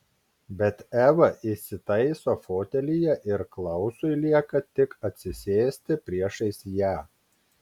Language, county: Lithuanian, Klaipėda